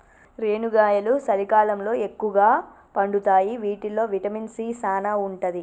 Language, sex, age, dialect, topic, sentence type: Telugu, female, 25-30, Telangana, agriculture, statement